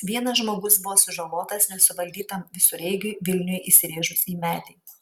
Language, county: Lithuanian, Kaunas